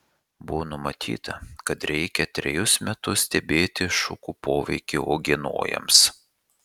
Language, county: Lithuanian, Šiauliai